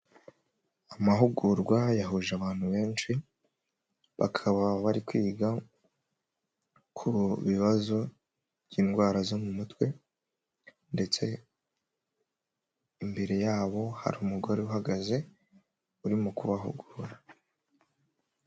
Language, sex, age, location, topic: Kinyarwanda, male, 18-24, Huye, health